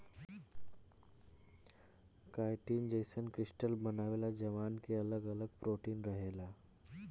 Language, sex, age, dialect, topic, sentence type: Bhojpuri, male, 18-24, Southern / Standard, agriculture, statement